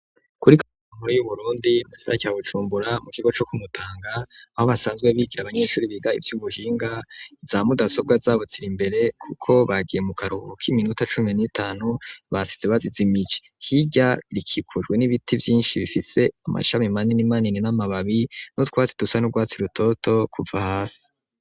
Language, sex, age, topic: Rundi, male, 25-35, education